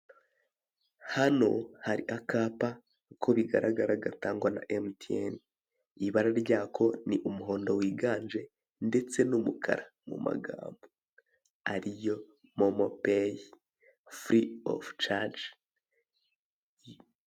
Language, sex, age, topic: Kinyarwanda, male, 18-24, finance